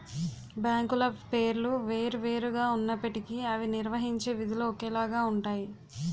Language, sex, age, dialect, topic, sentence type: Telugu, female, 18-24, Utterandhra, banking, statement